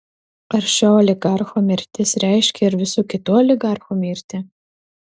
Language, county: Lithuanian, Utena